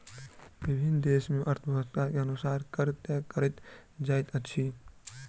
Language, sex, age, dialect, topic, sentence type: Maithili, male, 18-24, Southern/Standard, banking, statement